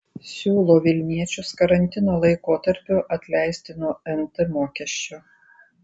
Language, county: Lithuanian, Tauragė